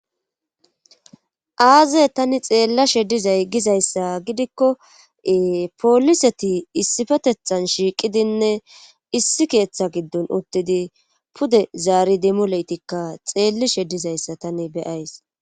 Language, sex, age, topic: Gamo, female, 25-35, government